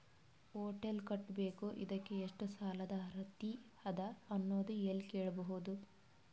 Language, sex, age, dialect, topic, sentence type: Kannada, female, 18-24, Northeastern, banking, question